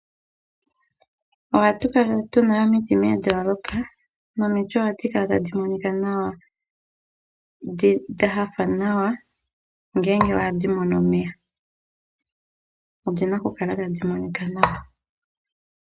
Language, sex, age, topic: Oshiwambo, female, 25-35, agriculture